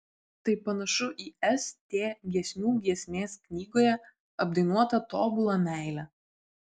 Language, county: Lithuanian, Vilnius